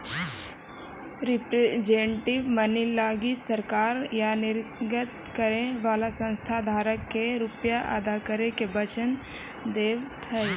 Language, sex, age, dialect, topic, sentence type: Magahi, female, 25-30, Central/Standard, banking, statement